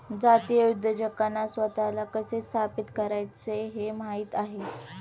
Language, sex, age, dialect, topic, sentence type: Marathi, female, 18-24, Standard Marathi, banking, statement